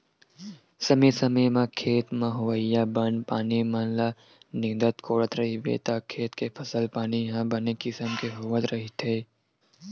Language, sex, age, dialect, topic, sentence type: Chhattisgarhi, male, 18-24, Western/Budati/Khatahi, agriculture, statement